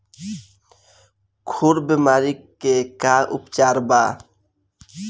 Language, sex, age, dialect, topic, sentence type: Bhojpuri, male, 18-24, Southern / Standard, agriculture, question